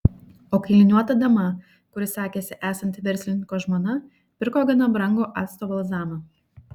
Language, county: Lithuanian, Šiauliai